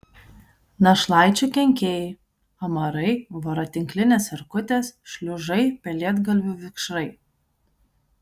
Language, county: Lithuanian, Kaunas